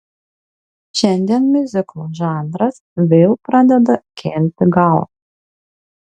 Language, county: Lithuanian, Marijampolė